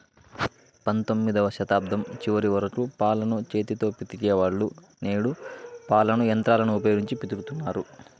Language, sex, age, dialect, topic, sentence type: Telugu, male, 18-24, Southern, agriculture, statement